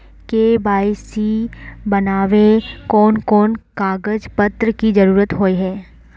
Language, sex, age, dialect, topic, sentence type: Magahi, female, 25-30, Northeastern/Surjapuri, banking, question